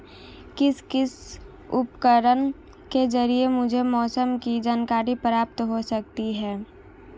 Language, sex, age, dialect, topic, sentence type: Hindi, female, 18-24, Marwari Dhudhari, agriculture, question